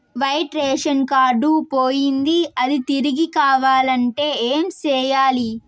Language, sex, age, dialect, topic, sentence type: Telugu, female, 18-24, Southern, banking, question